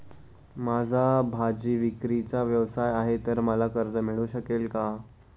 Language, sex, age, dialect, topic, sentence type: Marathi, male, 18-24, Standard Marathi, banking, question